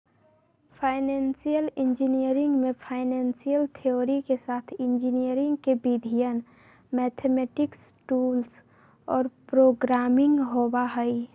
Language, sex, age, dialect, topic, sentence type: Magahi, female, 41-45, Western, banking, statement